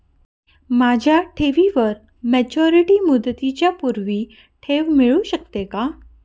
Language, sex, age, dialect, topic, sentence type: Marathi, female, 31-35, Northern Konkan, banking, question